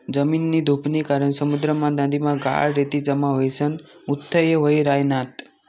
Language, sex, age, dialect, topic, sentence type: Marathi, male, 18-24, Northern Konkan, agriculture, statement